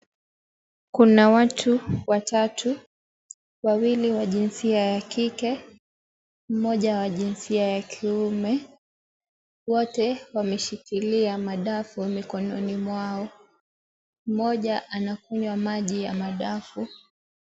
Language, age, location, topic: Swahili, 18-24, Mombasa, agriculture